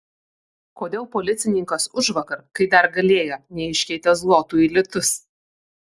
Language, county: Lithuanian, Vilnius